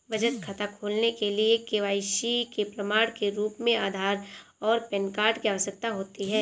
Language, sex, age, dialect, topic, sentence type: Hindi, female, 18-24, Awadhi Bundeli, banking, statement